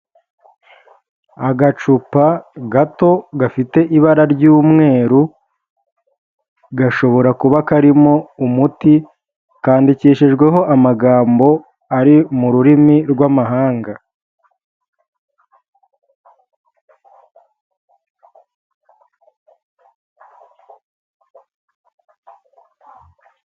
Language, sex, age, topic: Kinyarwanda, male, 25-35, health